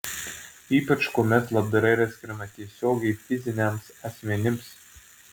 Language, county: Lithuanian, Vilnius